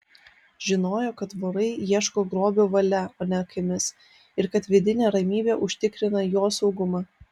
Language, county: Lithuanian, Vilnius